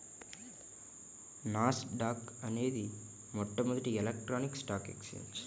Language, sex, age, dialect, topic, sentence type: Telugu, male, 18-24, Central/Coastal, banking, statement